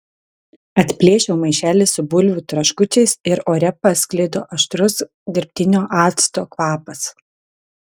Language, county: Lithuanian, Telšiai